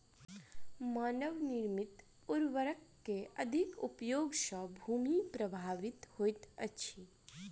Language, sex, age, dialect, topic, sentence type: Maithili, female, 18-24, Southern/Standard, agriculture, statement